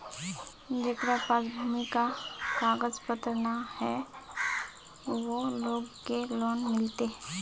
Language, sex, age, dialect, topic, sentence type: Magahi, female, 25-30, Northeastern/Surjapuri, banking, question